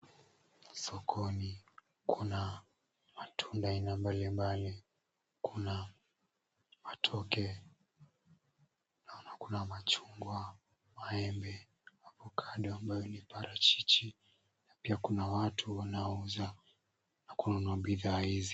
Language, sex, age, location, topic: Swahili, male, 18-24, Kisumu, finance